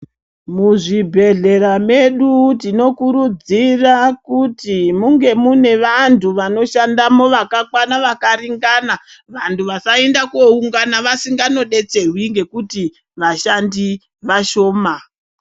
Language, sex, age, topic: Ndau, female, 36-49, health